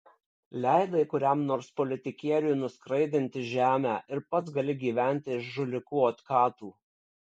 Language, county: Lithuanian, Kaunas